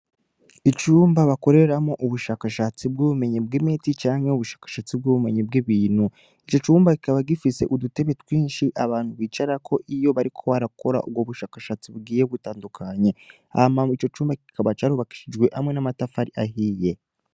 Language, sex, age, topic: Rundi, male, 18-24, education